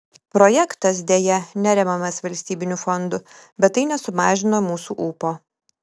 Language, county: Lithuanian, Vilnius